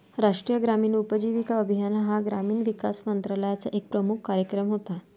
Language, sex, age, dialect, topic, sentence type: Marathi, female, 41-45, Varhadi, banking, statement